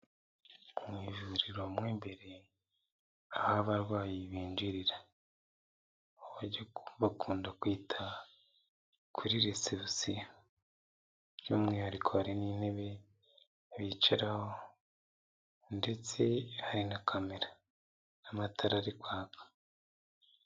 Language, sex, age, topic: Kinyarwanda, male, 25-35, health